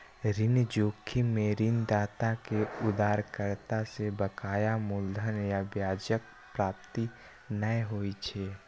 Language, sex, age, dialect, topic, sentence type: Maithili, male, 18-24, Eastern / Thethi, banking, statement